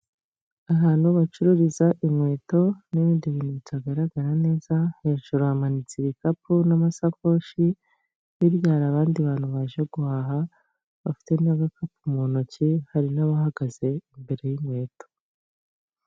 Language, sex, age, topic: Kinyarwanda, female, 25-35, finance